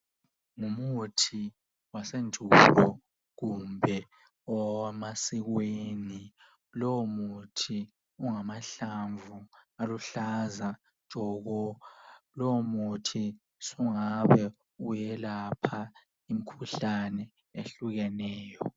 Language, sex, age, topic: North Ndebele, male, 25-35, health